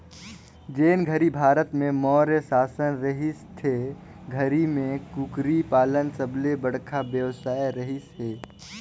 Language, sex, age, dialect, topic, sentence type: Chhattisgarhi, male, 18-24, Northern/Bhandar, agriculture, statement